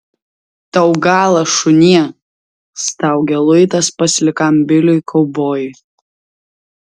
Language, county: Lithuanian, Alytus